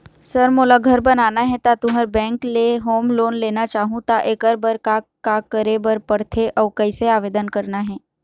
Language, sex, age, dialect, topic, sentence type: Chhattisgarhi, female, 36-40, Eastern, banking, question